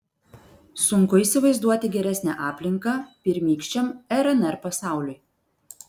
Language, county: Lithuanian, Vilnius